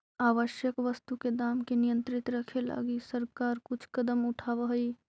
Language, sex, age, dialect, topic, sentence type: Magahi, female, 18-24, Central/Standard, agriculture, statement